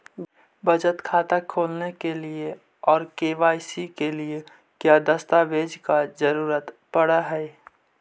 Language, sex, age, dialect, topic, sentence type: Magahi, male, 25-30, Central/Standard, banking, question